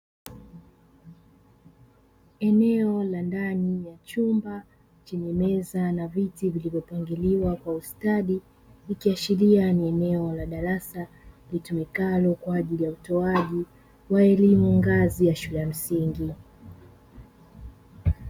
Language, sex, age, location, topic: Swahili, female, 25-35, Dar es Salaam, education